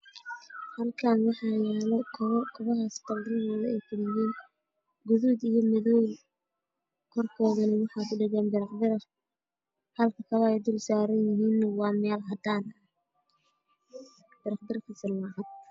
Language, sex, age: Somali, female, 18-24